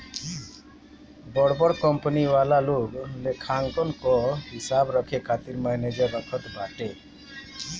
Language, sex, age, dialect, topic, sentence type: Bhojpuri, male, 60-100, Northern, banking, statement